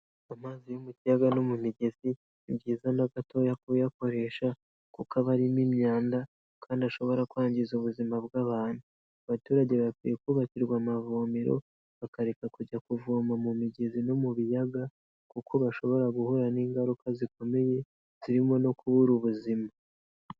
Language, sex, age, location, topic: Kinyarwanda, male, 18-24, Kigali, health